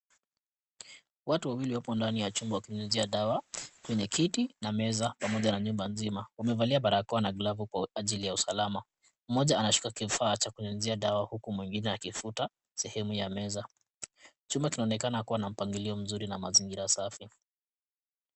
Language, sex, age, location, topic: Swahili, male, 18-24, Kisumu, health